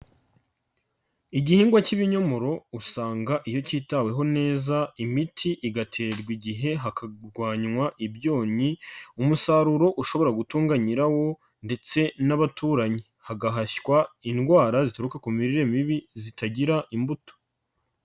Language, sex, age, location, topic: Kinyarwanda, male, 25-35, Nyagatare, agriculture